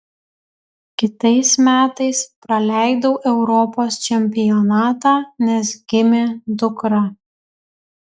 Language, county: Lithuanian, Kaunas